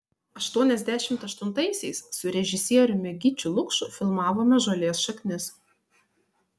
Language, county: Lithuanian, Marijampolė